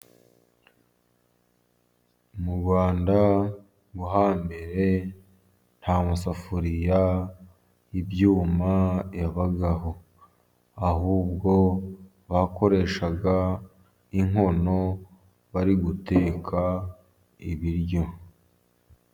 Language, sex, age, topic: Kinyarwanda, male, 50+, government